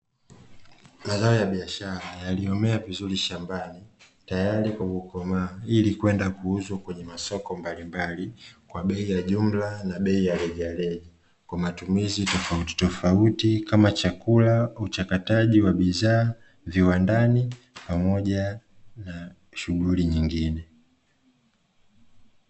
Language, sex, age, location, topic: Swahili, male, 25-35, Dar es Salaam, agriculture